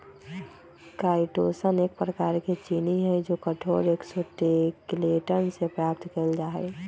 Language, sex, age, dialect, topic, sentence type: Magahi, female, 18-24, Western, agriculture, statement